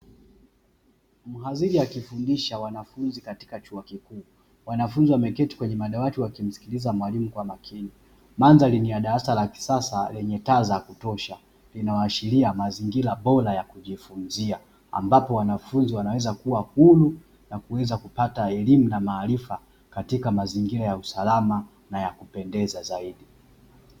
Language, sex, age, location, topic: Swahili, male, 25-35, Dar es Salaam, education